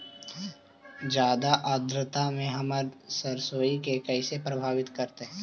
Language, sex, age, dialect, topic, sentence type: Magahi, male, 18-24, Central/Standard, agriculture, question